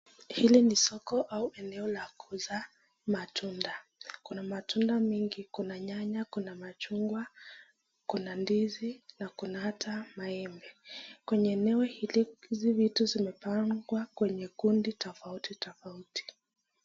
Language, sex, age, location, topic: Swahili, female, 25-35, Nakuru, finance